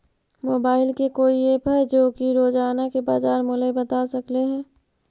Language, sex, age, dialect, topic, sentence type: Magahi, female, 41-45, Central/Standard, agriculture, question